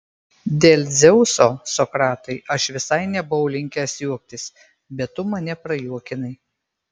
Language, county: Lithuanian, Marijampolė